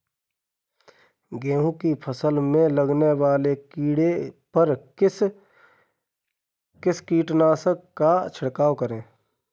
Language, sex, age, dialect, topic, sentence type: Hindi, male, 31-35, Kanauji Braj Bhasha, agriculture, question